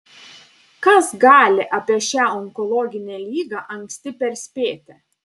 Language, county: Lithuanian, Panevėžys